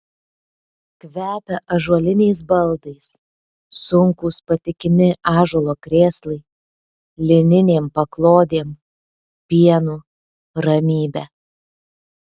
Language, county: Lithuanian, Alytus